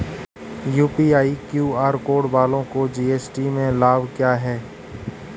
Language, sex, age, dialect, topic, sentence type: Hindi, male, 31-35, Marwari Dhudhari, banking, question